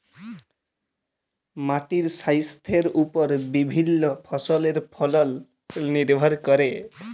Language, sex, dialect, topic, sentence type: Bengali, male, Jharkhandi, agriculture, statement